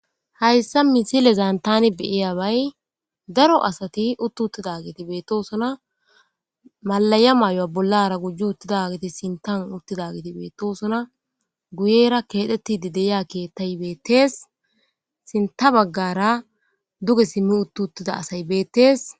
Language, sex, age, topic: Gamo, female, 18-24, government